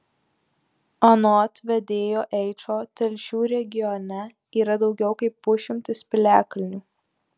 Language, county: Lithuanian, Marijampolė